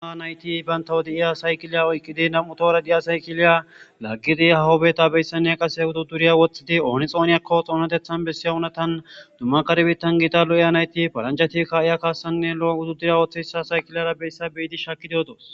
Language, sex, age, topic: Gamo, male, 18-24, government